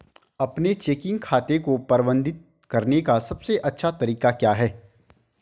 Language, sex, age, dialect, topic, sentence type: Hindi, male, 25-30, Hindustani Malvi Khadi Boli, banking, question